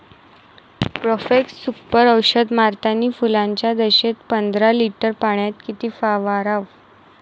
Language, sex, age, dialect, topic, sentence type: Marathi, female, 18-24, Varhadi, agriculture, question